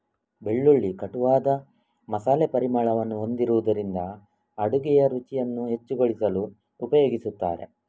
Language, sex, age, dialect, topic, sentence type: Kannada, male, 25-30, Coastal/Dakshin, agriculture, statement